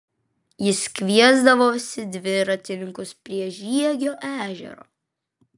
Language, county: Lithuanian, Vilnius